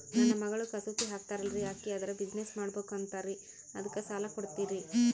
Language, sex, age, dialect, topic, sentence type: Kannada, male, 25-30, Northeastern, banking, question